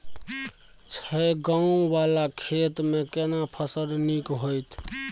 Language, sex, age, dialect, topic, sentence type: Maithili, male, 25-30, Bajjika, agriculture, question